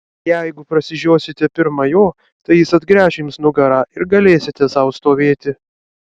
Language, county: Lithuanian, Kaunas